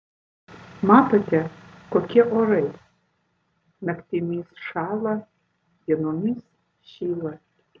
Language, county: Lithuanian, Vilnius